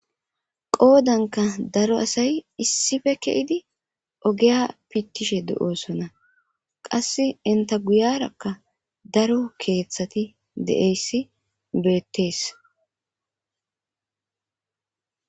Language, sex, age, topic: Gamo, male, 18-24, government